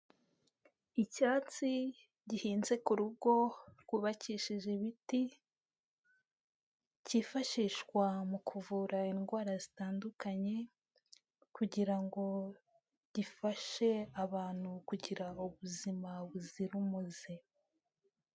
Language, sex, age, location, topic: Kinyarwanda, female, 18-24, Kigali, health